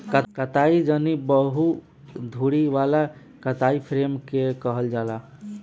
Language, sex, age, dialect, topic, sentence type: Bhojpuri, male, 18-24, Southern / Standard, agriculture, statement